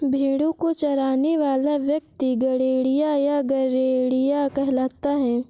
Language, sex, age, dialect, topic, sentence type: Hindi, female, 18-24, Awadhi Bundeli, agriculture, statement